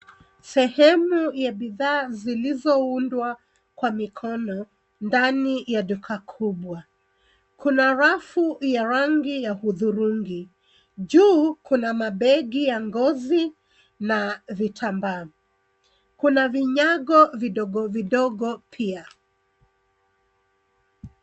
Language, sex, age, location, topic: Swahili, female, 36-49, Nairobi, finance